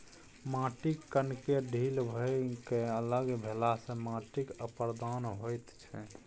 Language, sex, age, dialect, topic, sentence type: Maithili, male, 31-35, Bajjika, agriculture, statement